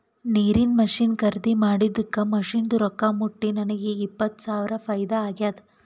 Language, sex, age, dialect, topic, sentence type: Kannada, female, 18-24, Northeastern, banking, statement